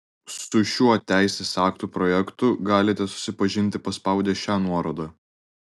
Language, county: Lithuanian, Klaipėda